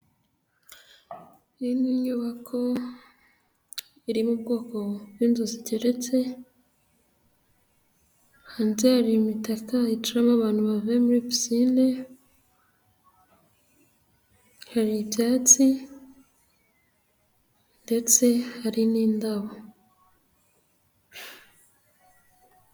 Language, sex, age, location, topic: Kinyarwanda, female, 18-24, Nyagatare, finance